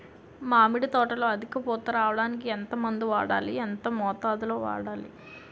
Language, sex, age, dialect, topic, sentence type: Telugu, female, 18-24, Utterandhra, agriculture, question